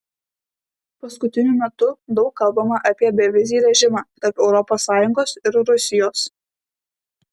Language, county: Lithuanian, Klaipėda